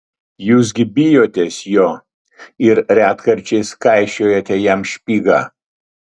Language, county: Lithuanian, Utena